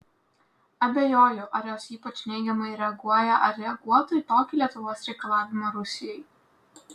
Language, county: Lithuanian, Klaipėda